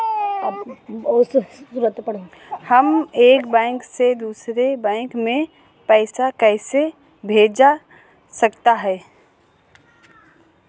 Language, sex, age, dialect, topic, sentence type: Hindi, female, 25-30, Awadhi Bundeli, banking, question